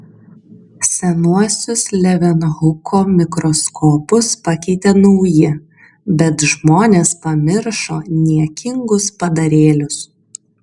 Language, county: Lithuanian, Kaunas